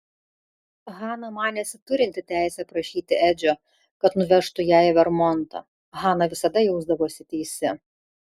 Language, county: Lithuanian, Vilnius